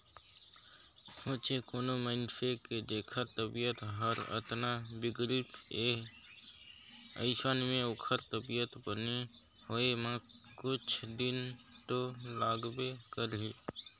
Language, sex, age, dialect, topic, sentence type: Chhattisgarhi, male, 60-100, Northern/Bhandar, banking, statement